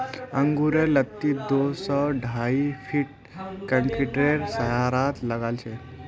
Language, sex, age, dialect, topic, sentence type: Magahi, male, 46-50, Northeastern/Surjapuri, agriculture, statement